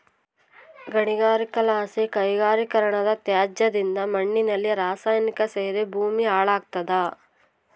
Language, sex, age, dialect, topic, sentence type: Kannada, female, 18-24, Central, agriculture, statement